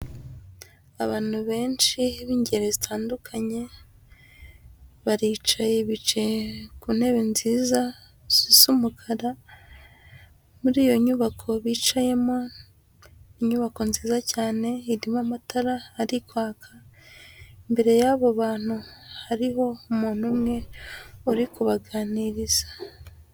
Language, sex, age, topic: Kinyarwanda, female, 25-35, health